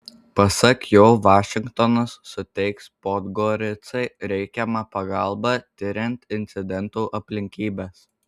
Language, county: Lithuanian, Marijampolė